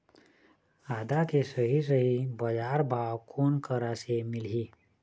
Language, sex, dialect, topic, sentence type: Chhattisgarhi, male, Eastern, agriculture, question